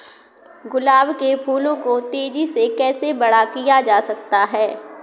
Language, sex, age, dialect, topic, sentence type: Hindi, female, 18-24, Awadhi Bundeli, agriculture, question